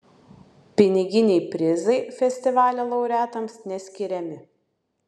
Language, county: Lithuanian, Vilnius